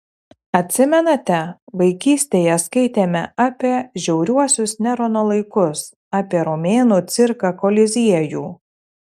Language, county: Lithuanian, Telšiai